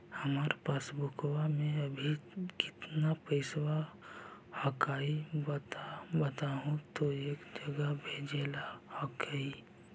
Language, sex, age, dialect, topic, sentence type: Magahi, male, 56-60, Central/Standard, banking, question